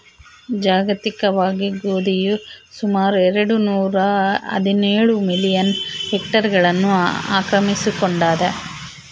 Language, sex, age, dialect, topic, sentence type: Kannada, female, 18-24, Central, agriculture, statement